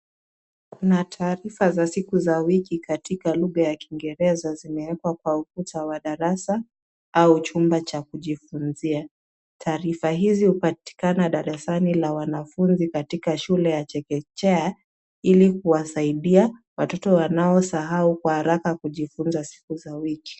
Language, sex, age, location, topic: Swahili, female, 25-35, Kisumu, education